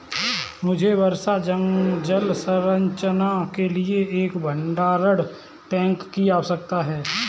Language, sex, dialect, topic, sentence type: Hindi, male, Kanauji Braj Bhasha, agriculture, statement